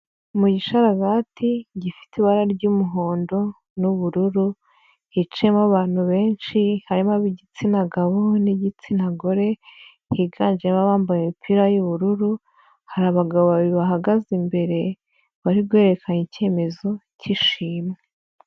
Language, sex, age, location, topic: Kinyarwanda, female, 25-35, Nyagatare, finance